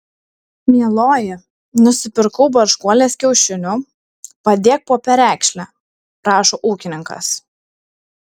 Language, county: Lithuanian, Šiauliai